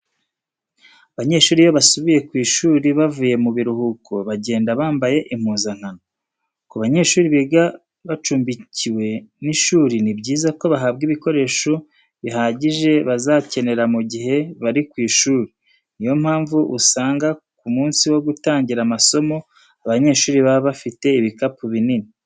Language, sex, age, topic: Kinyarwanda, male, 36-49, education